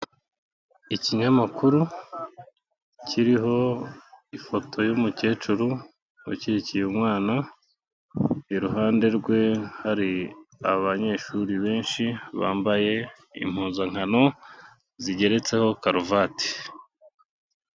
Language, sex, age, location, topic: Kinyarwanda, male, 36-49, Kigali, health